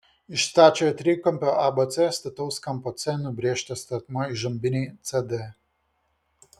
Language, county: Lithuanian, Vilnius